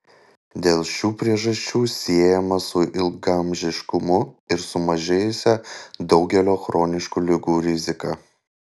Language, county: Lithuanian, Panevėžys